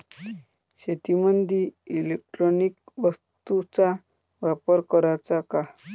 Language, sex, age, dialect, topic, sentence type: Marathi, male, 18-24, Varhadi, agriculture, question